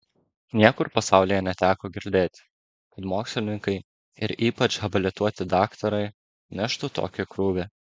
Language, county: Lithuanian, Klaipėda